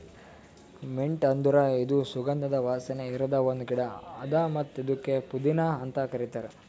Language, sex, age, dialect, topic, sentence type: Kannada, male, 18-24, Northeastern, agriculture, statement